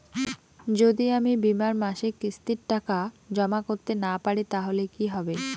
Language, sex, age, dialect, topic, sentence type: Bengali, female, 25-30, Rajbangshi, banking, question